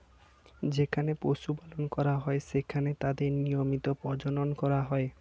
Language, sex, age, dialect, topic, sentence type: Bengali, male, 18-24, Standard Colloquial, agriculture, statement